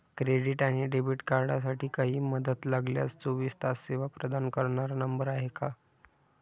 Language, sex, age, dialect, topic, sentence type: Marathi, male, 25-30, Standard Marathi, banking, question